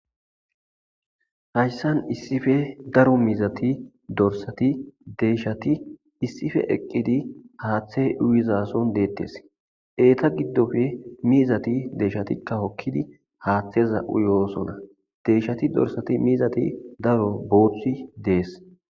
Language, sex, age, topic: Gamo, male, 25-35, agriculture